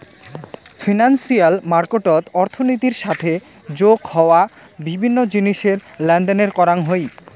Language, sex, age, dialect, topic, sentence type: Bengali, male, 18-24, Rajbangshi, banking, statement